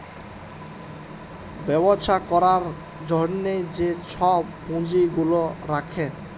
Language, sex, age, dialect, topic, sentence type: Bengali, male, 18-24, Jharkhandi, banking, statement